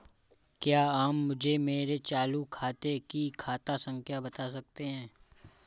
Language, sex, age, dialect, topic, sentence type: Hindi, male, 18-24, Awadhi Bundeli, banking, question